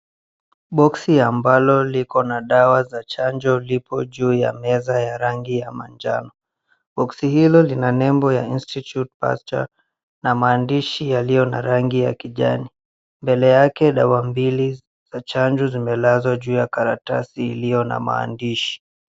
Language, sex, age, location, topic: Swahili, male, 18-24, Mombasa, health